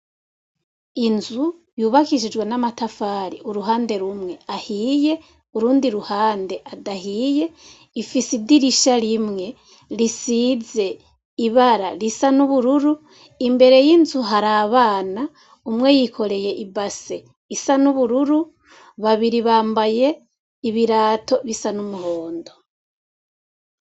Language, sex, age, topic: Rundi, female, 25-35, education